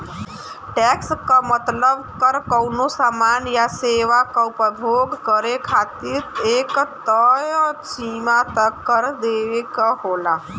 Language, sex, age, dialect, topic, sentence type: Bhojpuri, female, <18, Western, banking, statement